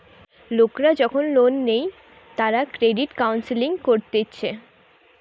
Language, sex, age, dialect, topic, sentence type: Bengali, female, 18-24, Western, banking, statement